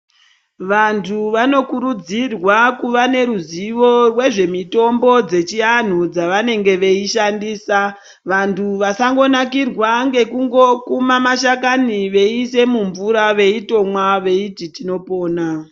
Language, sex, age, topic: Ndau, male, 18-24, health